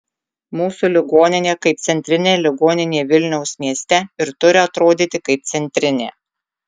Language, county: Lithuanian, Tauragė